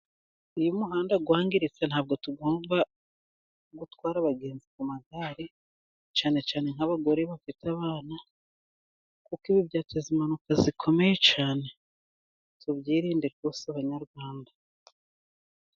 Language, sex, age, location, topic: Kinyarwanda, female, 36-49, Musanze, government